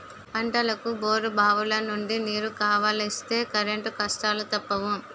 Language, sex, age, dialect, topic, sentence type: Telugu, female, 18-24, Utterandhra, agriculture, statement